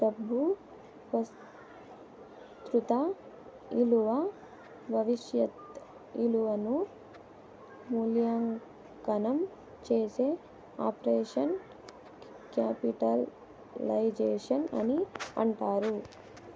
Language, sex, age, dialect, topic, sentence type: Telugu, male, 18-24, Southern, banking, statement